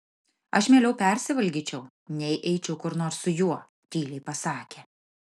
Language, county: Lithuanian, Marijampolė